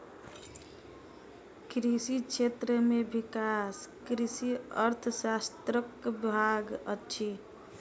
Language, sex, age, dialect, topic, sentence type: Maithili, female, 18-24, Southern/Standard, banking, statement